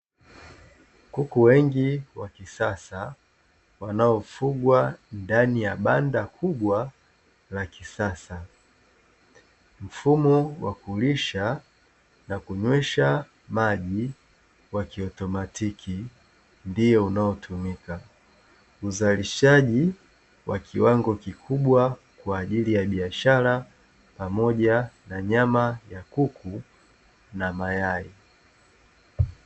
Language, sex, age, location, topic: Swahili, male, 25-35, Dar es Salaam, agriculture